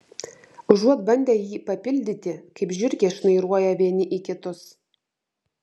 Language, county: Lithuanian, Vilnius